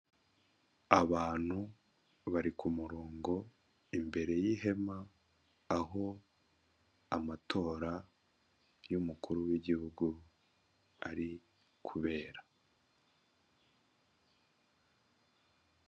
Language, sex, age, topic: Kinyarwanda, male, 25-35, government